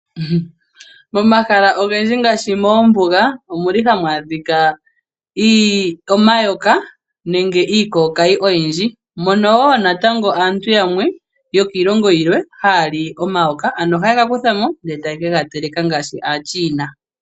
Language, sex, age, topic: Oshiwambo, female, 25-35, agriculture